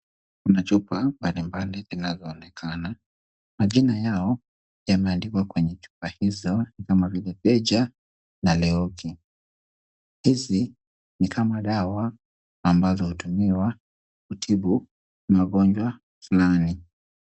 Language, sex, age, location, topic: Swahili, male, 25-35, Kisumu, health